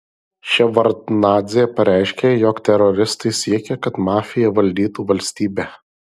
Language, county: Lithuanian, Marijampolė